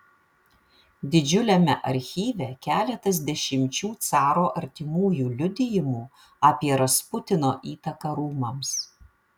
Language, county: Lithuanian, Vilnius